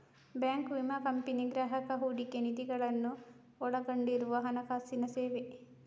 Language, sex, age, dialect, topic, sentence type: Kannada, female, 56-60, Coastal/Dakshin, banking, statement